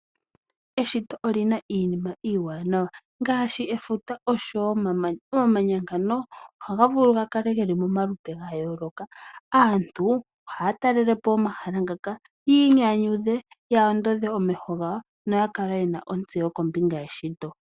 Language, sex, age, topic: Oshiwambo, female, 18-24, agriculture